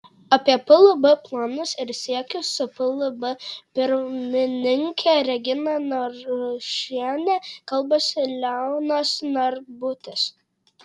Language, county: Lithuanian, Šiauliai